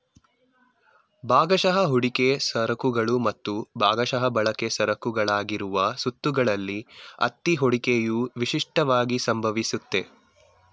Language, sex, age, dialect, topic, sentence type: Kannada, male, 18-24, Mysore Kannada, banking, statement